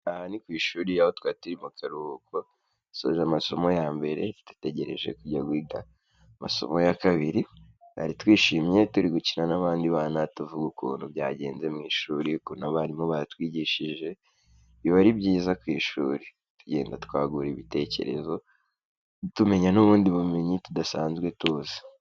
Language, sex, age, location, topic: Kinyarwanda, male, 18-24, Kigali, education